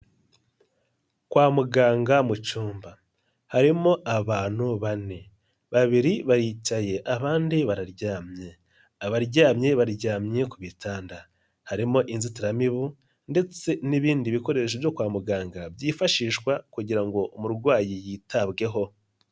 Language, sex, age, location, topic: Kinyarwanda, male, 25-35, Nyagatare, health